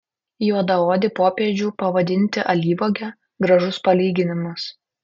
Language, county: Lithuanian, Kaunas